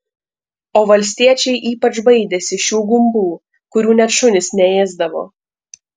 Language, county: Lithuanian, Panevėžys